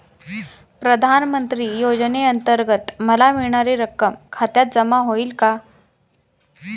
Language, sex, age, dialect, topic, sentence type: Marathi, female, 25-30, Standard Marathi, banking, question